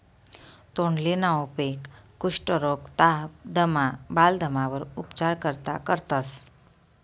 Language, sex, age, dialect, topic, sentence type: Marathi, female, 25-30, Northern Konkan, agriculture, statement